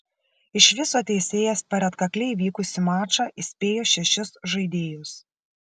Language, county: Lithuanian, Šiauliai